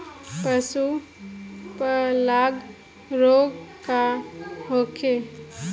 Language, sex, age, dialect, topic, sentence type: Bhojpuri, female, 25-30, Southern / Standard, agriculture, question